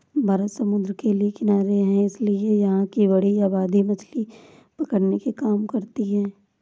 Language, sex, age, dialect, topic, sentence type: Hindi, female, 56-60, Awadhi Bundeli, agriculture, statement